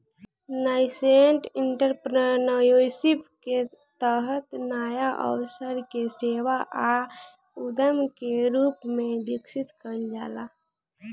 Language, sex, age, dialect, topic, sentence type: Bhojpuri, female, 18-24, Southern / Standard, banking, statement